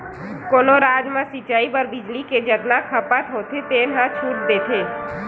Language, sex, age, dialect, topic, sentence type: Chhattisgarhi, male, 18-24, Western/Budati/Khatahi, agriculture, statement